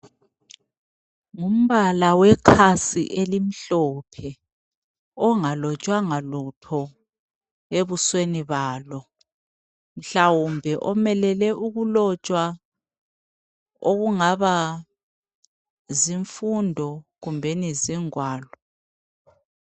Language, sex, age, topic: North Ndebele, female, 36-49, education